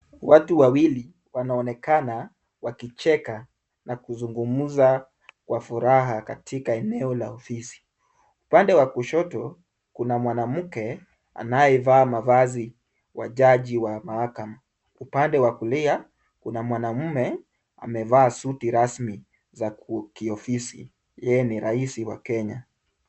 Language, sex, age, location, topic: Swahili, male, 25-35, Kisumu, government